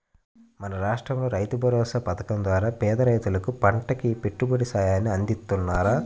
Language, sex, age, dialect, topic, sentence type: Telugu, male, 41-45, Central/Coastal, agriculture, statement